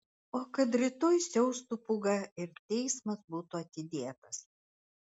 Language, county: Lithuanian, Klaipėda